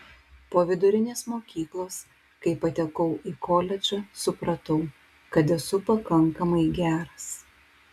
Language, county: Lithuanian, Telšiai